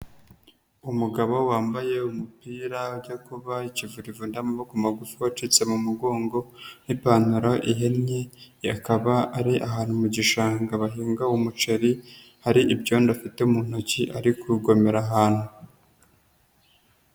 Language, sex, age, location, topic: Kinyarwanda, female, 25-35, Nyagatare, agriculture